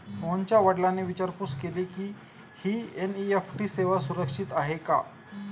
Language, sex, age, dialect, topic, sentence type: Marathi, male, 46-50, Standard Marathi, banking, statement